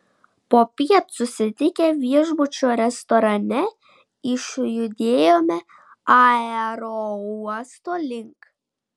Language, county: Lithuanian, Šiauliai